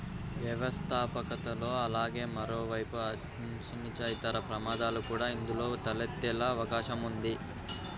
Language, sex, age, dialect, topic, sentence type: Telugu, male, 56-60, Central/Coastal, banking, statement